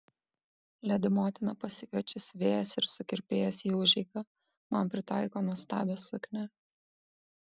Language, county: Lithuanian, Kaunas